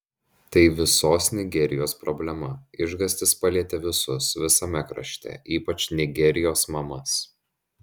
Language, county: Lithuanian, Šiauliai